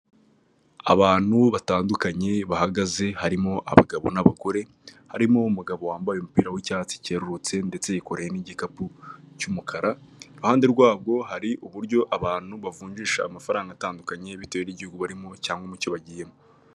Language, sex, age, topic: Kinyarwanda, male, 18-24, finance